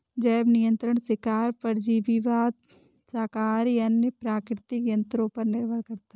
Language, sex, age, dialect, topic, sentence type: Hindi, female, 18-24, Awadhi Bundeli, agriculture, statement